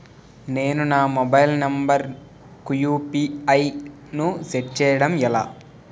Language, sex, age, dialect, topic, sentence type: Telugu, male, 18-24, Utterandhra, banking, question